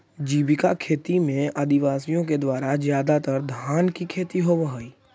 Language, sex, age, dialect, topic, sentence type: Magahi, male, 18-24, Central/Standard, agriculture, statement